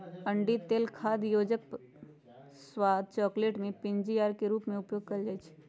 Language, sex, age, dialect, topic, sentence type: Magahi, male, 36-40, Western, agriculture, statement